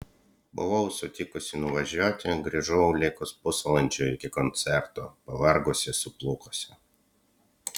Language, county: Lithuanian, Utena